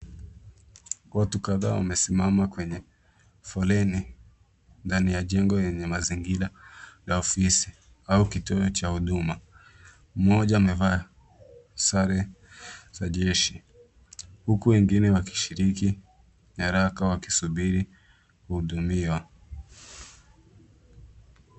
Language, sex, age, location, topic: Swahili, male, 18-24, Kisumu, government